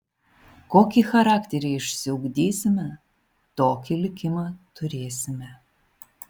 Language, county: Lithuanian, Panevėžys